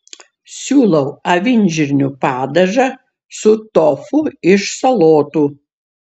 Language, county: Lithuanian, Šiauliai